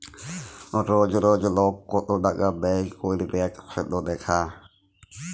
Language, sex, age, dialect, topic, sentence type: Bengali, male, 25-30, Jharkhandi, banking, statement